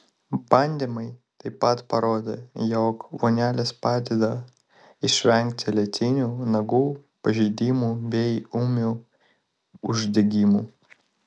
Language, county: Lithuanian, Vilnius